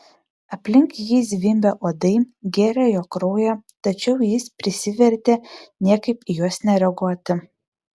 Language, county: Lithuanian, Vilnius